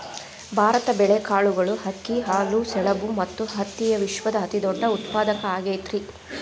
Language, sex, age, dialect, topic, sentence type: Kannada, female, 36-40, Dharwad Kannada, agriculture, statement